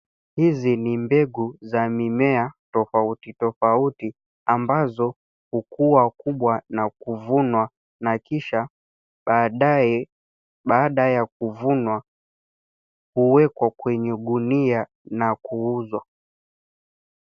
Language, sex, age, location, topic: Swahili, male, 25-35, Nairobi, agriculture